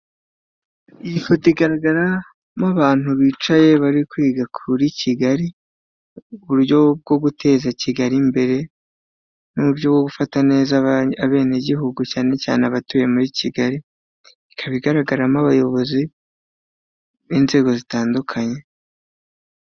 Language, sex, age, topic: Kinyarwanda, male, 25-35, government